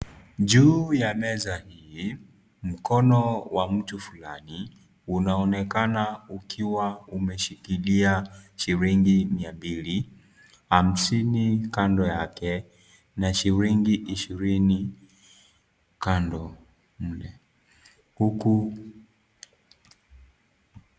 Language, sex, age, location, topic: Swahili, male, 18-24, Kisii, finance